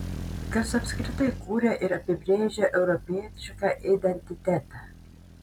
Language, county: Lithuanian, Panevėžys